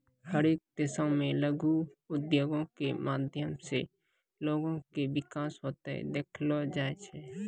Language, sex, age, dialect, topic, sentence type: Maithili, male, 18-24, Angika, banking, statement